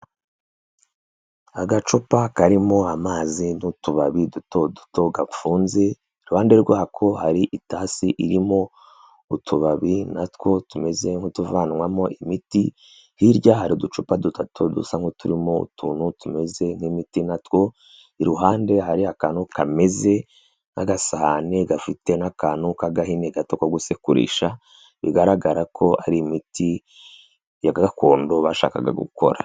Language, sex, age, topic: Kinyarwanda, female, 25-35, health